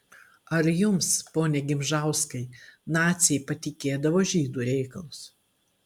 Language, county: Lithuanian, Klaipėda